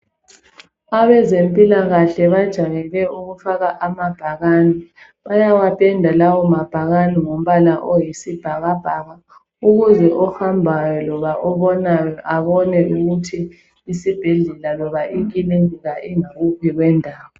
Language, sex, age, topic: North Ndebele, female, 25-35, health